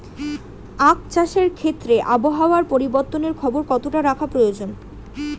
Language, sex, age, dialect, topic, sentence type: Bengali, female, 18-24, Standard Colloquial, agriculture, question